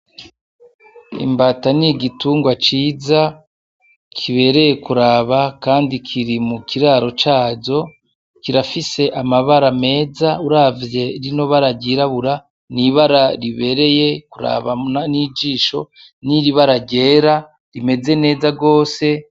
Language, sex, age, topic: Rundi, male, 36-49, agriculture